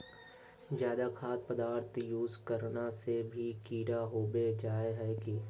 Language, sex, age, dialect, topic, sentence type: Magahi, male, 56-60, Northeastern/Surjapuri, agriculture, question